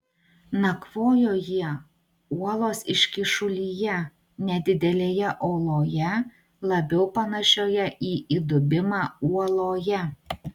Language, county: Lithuanian, Utena